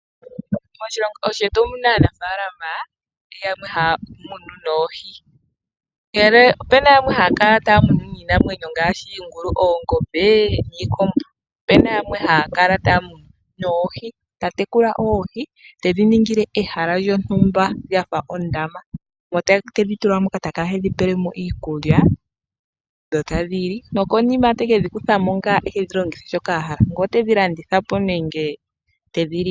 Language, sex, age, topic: Oshiwambo, female, 18-24, agriculture